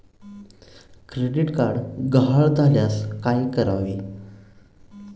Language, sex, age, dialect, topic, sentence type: Marathi, male, 25-30, Standard Marathi, banking, question